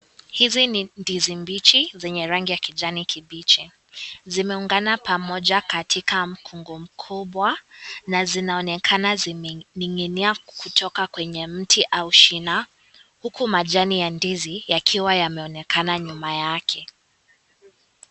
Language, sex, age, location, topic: Swahili, female, 18-24, Kisii, agriculture